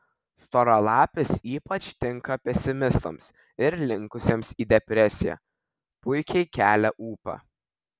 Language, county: Lithuanian, Vilnius